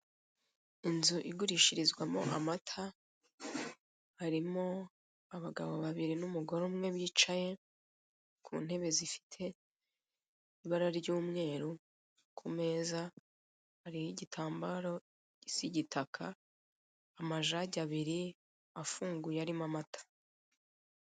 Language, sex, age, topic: Kinyarwanda, female, 25-35, finance